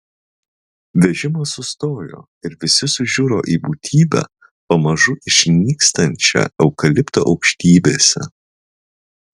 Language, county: Lithuanian, Vilnius